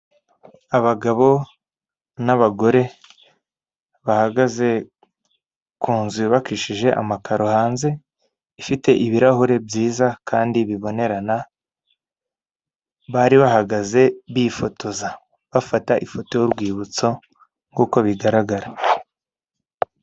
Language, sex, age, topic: Kinyarwanda, male, 18-24, government